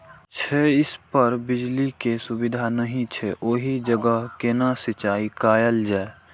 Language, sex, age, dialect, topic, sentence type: Maithili, male, 60-100, Eastern / Thethi, agriculture, question